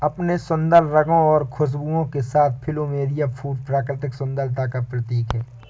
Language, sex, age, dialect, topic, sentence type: Hindi, female, 18-24, Awadhi Bundeli, agriculture, statement